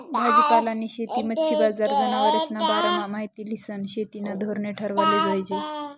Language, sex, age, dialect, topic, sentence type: Marathi, female, 18-24, Northern Konkan, agriculture, statement